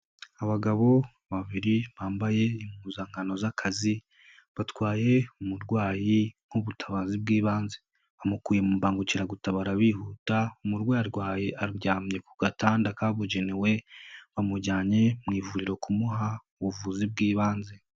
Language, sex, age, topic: Kinyarwanda, male, 18-24, health